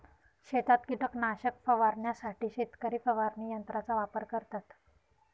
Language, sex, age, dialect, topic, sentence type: Marathi, female, 18-24, Northern Konkan, agriculture, statement